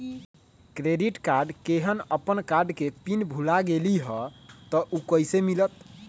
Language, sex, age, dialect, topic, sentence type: Magahi, male, 31-35, Western, banking, question